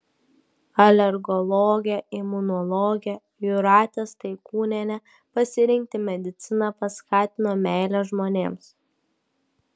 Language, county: Lithuanian, Klaipėda